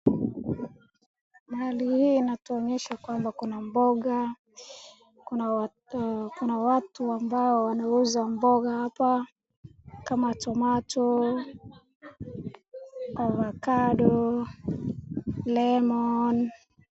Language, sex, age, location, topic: Swahili, female, 25-35, Wajir, finance